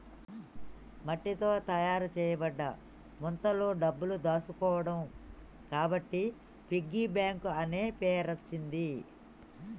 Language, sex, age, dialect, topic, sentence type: Telugu, female, 31-35, Telangana, banking, statement